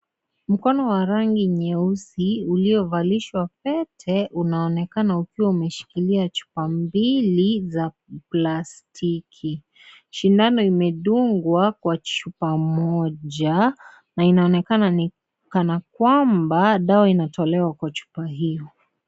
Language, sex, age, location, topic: Swahili, female, 18-24, Kisii, health